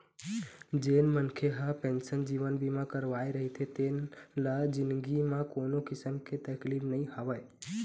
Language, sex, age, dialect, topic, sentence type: Chhattisgarhi, male, 18-24, Eastern, banking, statement